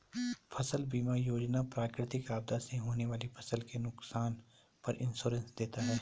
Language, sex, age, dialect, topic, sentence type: Hindi, male, 31-35, Garhwali, agriculture, statement